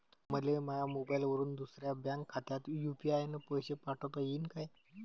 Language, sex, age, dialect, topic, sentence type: Marathi, male, 25-30, Varhadi, banking, question